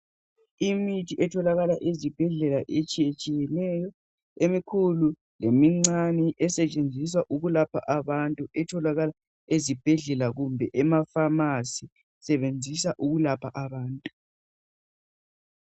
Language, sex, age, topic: North Ndebele, male, 18-24, health